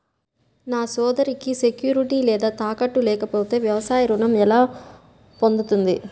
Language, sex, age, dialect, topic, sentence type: Telugu, female, 31-35, Central/Coastal, agriculture, statement